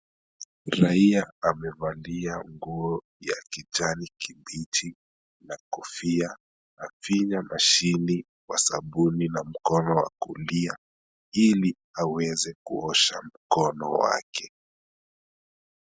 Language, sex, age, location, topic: Swahili, male, 25-35, Kisumu, health